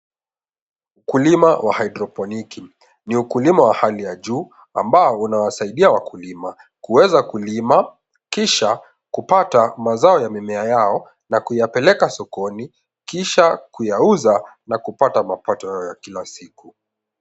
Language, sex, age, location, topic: Swahili, male, 18-24, Nairobi, agriculture